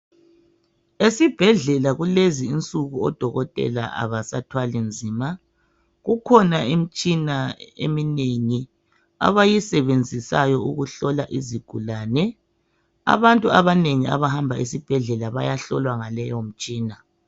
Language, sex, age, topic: North Ndebele, male, 36-49, health